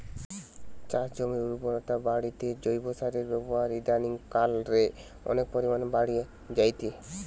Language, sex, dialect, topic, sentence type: Bengali, male, Western, agriculture, statement